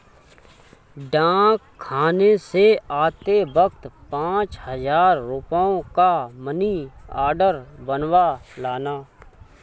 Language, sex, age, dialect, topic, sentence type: Hindi, male, 25-30, Awadhi Bundeli, banking, statement